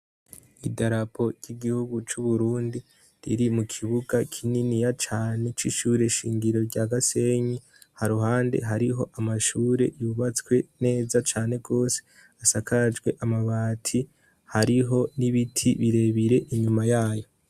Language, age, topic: Rundi, 18-24, education